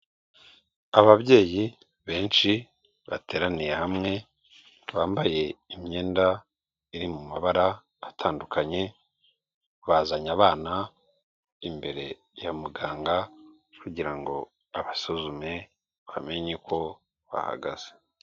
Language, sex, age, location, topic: Kinyarwanda, male, 36-49, Kigali, health